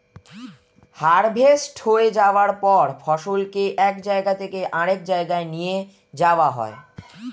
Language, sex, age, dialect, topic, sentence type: Bengali, female, 36-40, Standard Colloquial, agriculture, statement